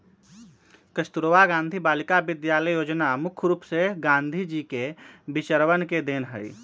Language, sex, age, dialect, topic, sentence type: Magahi, male, 18-24, Western, banking, statement